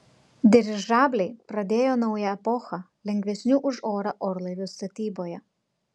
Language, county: Lithuanian, Telšiai